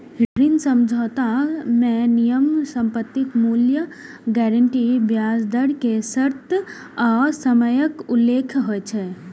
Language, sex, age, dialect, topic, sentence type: Maithili, female, 25-30, Eastern / Thethi, banking, statement